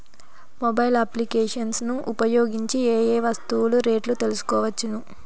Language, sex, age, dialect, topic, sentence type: Telugu, female, 18-24, Southern, agriculture, question